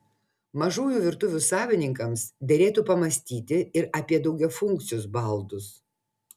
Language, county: Lithuanian, Utena